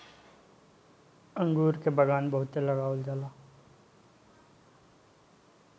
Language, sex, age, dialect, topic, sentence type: Bhojpuri, male, 18-24, Northern, agriculture, statement